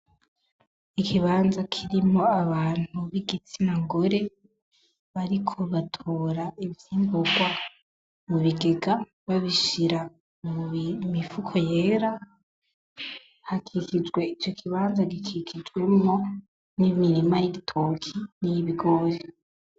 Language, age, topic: Rundi, 18-24, agriculture